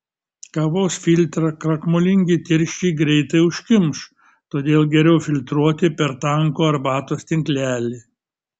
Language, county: Lithuanian, Kaunas